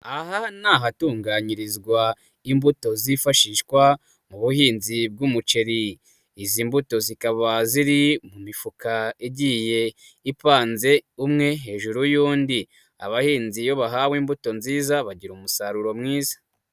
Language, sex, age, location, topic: Kinyarwanda, male, 25-35, Nyagatare, agriculture